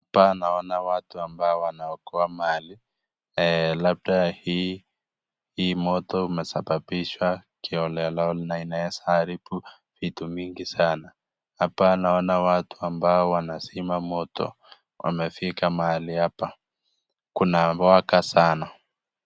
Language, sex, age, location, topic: Swahili, male, 25-35, Nakuru, health